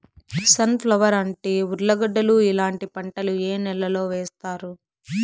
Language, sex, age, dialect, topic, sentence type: Telugu, female, 18-24, Southern, agriculture, question